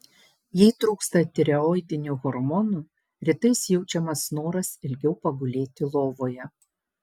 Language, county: Lithuanian, Panevėžys